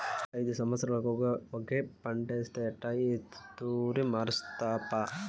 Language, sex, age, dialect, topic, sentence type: Telugu, male, 18-24, Southern, agriculture, statement